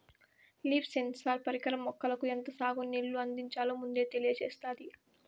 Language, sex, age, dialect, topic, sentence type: Telugu, female, 18-24, Southern, agriculture, statement